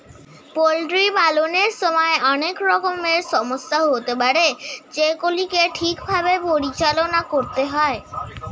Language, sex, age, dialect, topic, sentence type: Bengali, male, <18, Standard Colloquial, agriculture, statement